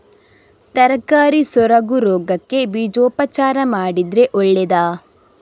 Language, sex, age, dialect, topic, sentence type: Kannada, female, 31-35, Coastal/Dakshin, agriculture, question